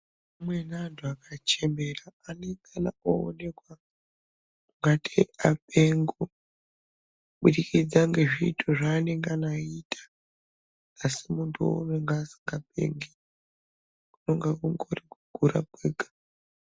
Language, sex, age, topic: Ndau, male, 18-24, health